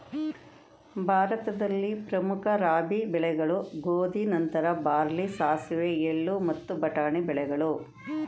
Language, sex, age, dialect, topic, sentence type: Kannada, female, 56-60, Mysore Kannada, agriculture, statement